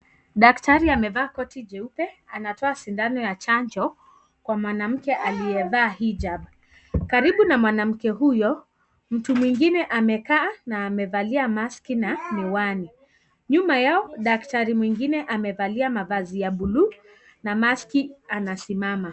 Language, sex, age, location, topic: Swahili, female, 18-24, Kisii, health